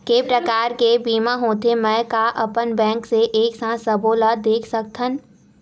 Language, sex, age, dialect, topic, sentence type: Chhattisgarhi, female, 18-24, Western/Budati/Khatahi, banking, question